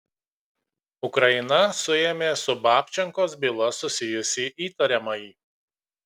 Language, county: Lithuanian, Kaunas